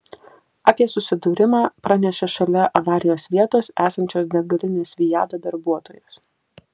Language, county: Lithuanian, Kaunas